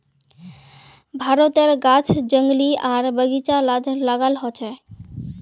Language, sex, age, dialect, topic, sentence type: Magahi, female, 18-24, Northeastern/Surjapuri, agriculture, statement